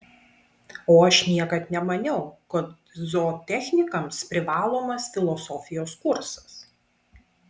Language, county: Lithuanian, Vilnius